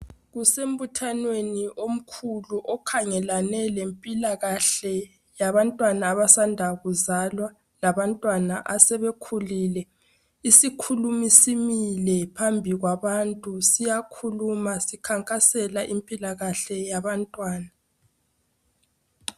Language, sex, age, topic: North Ndebele, female, 25-35, health